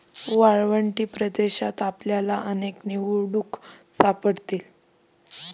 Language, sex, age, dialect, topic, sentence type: Marathi, female, 18-24, Standard Marathi, agriculture, statement